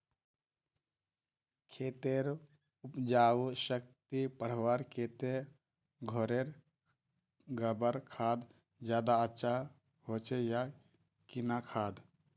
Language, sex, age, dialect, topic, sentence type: Magahi, male, 51-55, Northeastern/Surjapuri, agriculture, question